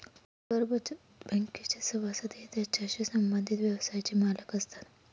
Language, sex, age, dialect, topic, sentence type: Marathi, female, 25-30, Standard Marathi, banking, statement